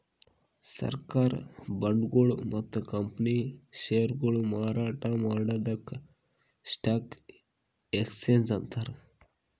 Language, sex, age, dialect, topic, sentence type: Kannada, male, 41-45, Northeastern, banking, statement